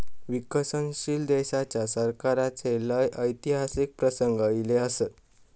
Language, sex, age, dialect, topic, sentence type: Marathi, male, 18-24, Southern Konkan, banking, statement